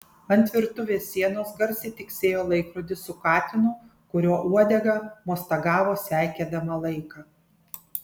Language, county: Lithuanian, Kaunas